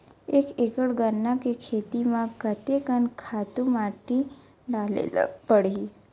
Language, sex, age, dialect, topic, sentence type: Chhattisgarhi, female, 18-24, Western/Budati/Khatahi, agriculture, question